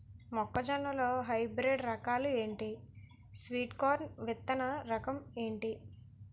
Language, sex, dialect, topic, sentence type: Telugu, female, Utterandhra, agriculture, question